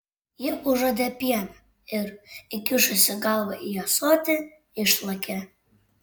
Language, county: Lithuanian, Šiauliai